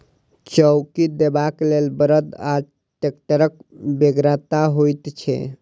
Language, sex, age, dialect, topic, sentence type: Maithili, male, 18-24, Southern/Standard, agriculture, statement